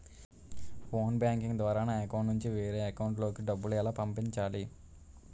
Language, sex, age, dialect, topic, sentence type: Telugu, male, 18-24, Utterandhra, banking, question